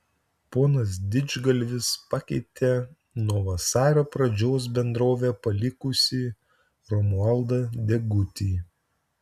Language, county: Lithuanian, Utena